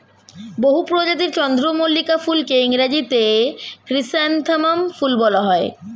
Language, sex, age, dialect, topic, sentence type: Bengali, male, 25-30, Standard Colloquial, agriculture, statement